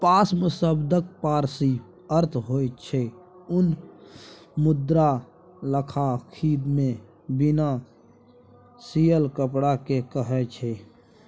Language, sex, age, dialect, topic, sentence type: Maithili, male, 41-45, Bajjika, agriculture, statement